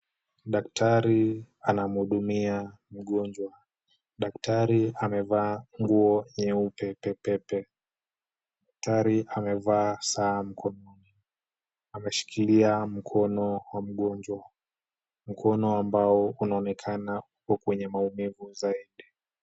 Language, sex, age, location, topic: Swahili, male, 18-24, Kisumu, health